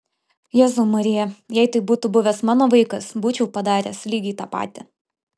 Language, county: Lithuanian, Vilnius